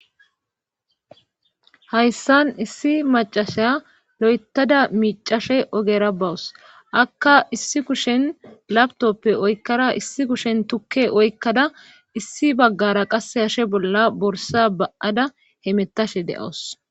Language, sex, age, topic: Gamo, female, 25-35, government